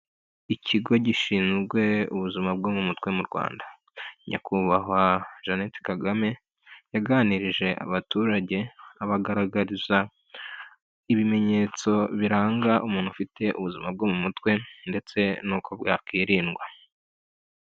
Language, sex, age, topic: Kinyarwanda, male, 25-35, health